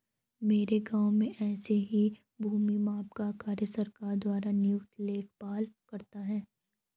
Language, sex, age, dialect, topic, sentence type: Hindi, female, 18-24, Garhwali, agriculture, statement